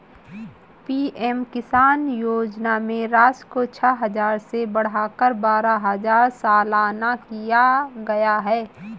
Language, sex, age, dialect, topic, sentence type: Hindi, female, 25-30, Awadhi Bundeli, agriculture, statement